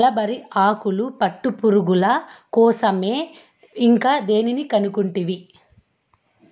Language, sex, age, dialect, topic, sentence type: Telugu, female, 25-30, Southern, agriculture, statement